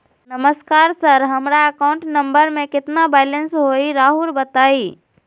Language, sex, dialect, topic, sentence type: Magahi, female, Southern, banking, question